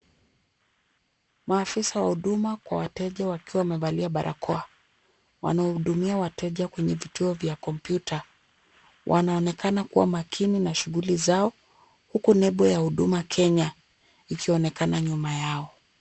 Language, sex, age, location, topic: Swahili, female, 36-49, Kisumu, government